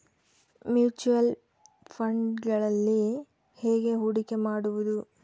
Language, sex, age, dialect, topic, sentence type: Kannada, female, 25-30, Central, banking, statement